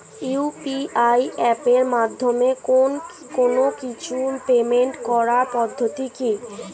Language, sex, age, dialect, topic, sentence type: Bengali, female, 25-30, Standard Colloquial, banking, question